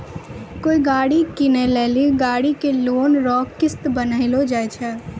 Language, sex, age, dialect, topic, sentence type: Maithili, female, 18-24, Angika, banking, statement